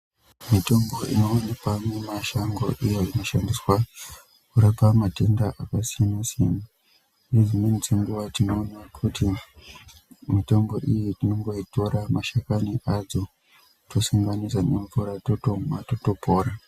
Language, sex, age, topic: Ndau, male, 25-35, health